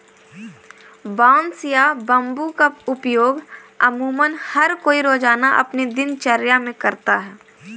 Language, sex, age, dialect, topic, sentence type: Hindi, female, 18-24, Kanauji Braj Bhasha, agriculture, statement